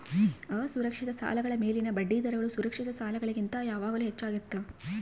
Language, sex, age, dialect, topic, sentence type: Kannada, female, 18-24, Central, banking, statement